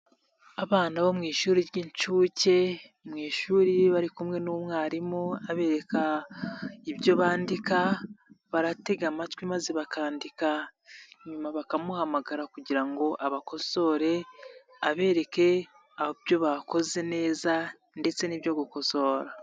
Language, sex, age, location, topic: Kinyarwanda, male, 25-35, Nyagatare, health